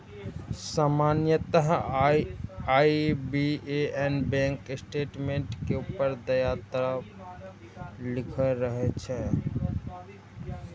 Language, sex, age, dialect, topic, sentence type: Maithili, male, 18-24, Eastern / Thethi, banking, statement